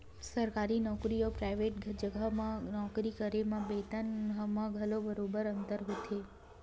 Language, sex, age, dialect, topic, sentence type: Chhattisgarhi, female, 18-24, Western/Budati/Khatahi, banking, statement